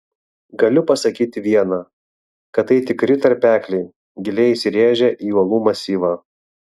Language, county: Lithuanian, Vilnius